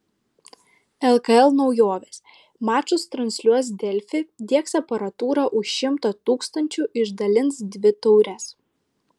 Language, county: Lithuanian, Panevėžys